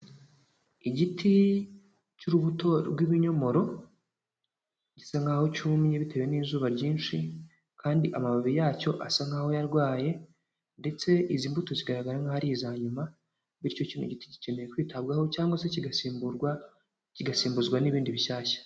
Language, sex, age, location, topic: Kinyarwanda, male, 18-24, Huye, agriculture